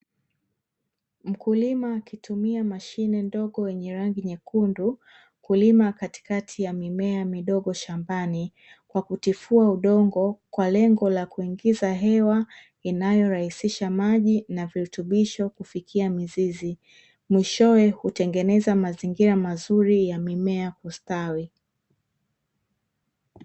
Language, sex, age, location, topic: Swahili, female, 25-35, Dar es Salaam, agriculture